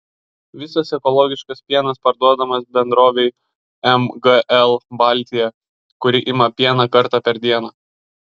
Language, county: Lithuanian, Kaunas